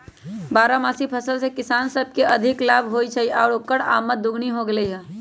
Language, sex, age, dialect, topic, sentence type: Magahi, male, 18-24, Western, agriculture, statement